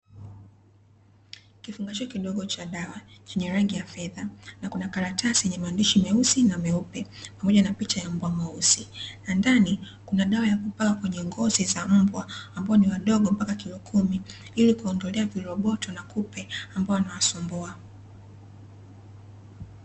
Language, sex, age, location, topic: Swahili, female, 25-35, Dar es Salaam, agriculture